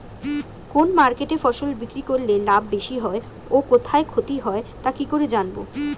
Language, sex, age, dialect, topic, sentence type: Bengali, female, 18-24, Standard Colloquial, agriculture, question